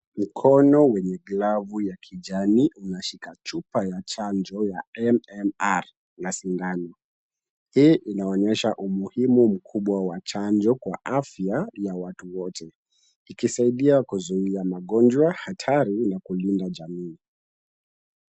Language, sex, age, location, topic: Swahili, male, 18-24, Kisumu, health